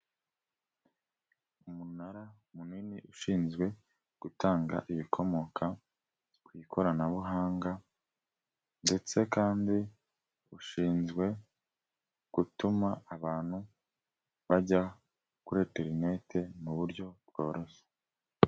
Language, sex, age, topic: Kinyarwanda, male, 18-24, government